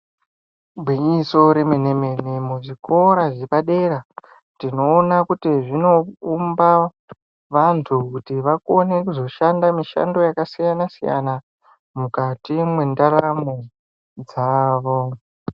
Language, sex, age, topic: Ndau, male, 18-24, education